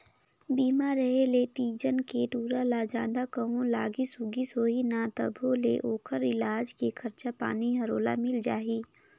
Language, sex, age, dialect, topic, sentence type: Chhattisgarhi, female, 18-24, Northern/Bhandar, banking, statement